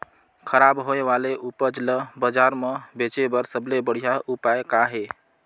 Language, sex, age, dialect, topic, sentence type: Chhattisgarhi, male, 25-30, Northern/Bhandar, agriculture, statement